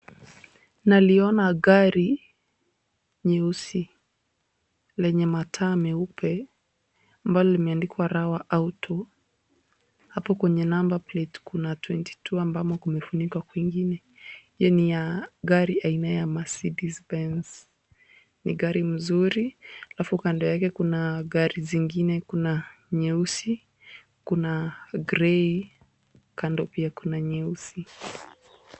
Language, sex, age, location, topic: Swahili, female, 18-24, Kisumu, finance